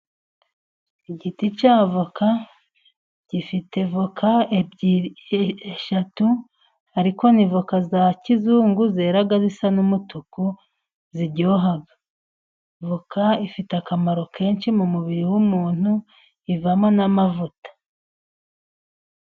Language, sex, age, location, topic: Kinyarwanda, male, 50+, Musanze, agriculture